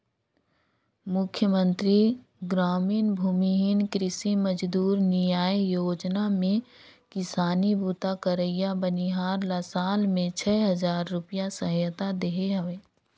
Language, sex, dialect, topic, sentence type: Chhattisgarhi, female, Northern/Bhandar, banking, statement